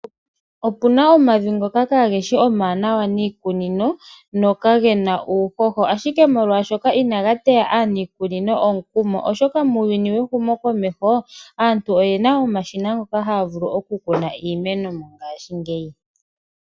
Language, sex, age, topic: Oshiwambo, female, 25-35, agriculture